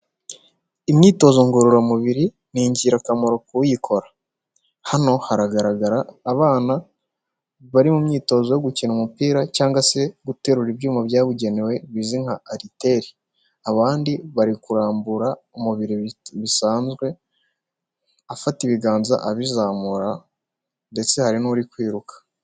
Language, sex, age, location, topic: Kinyarwanda, male, 18-24, Huye, health